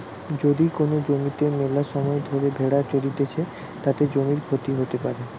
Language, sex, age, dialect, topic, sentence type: Bengali, male, 18-24, Western, agriculture, statement